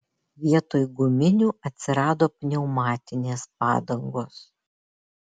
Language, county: Lithuanian, Vilnius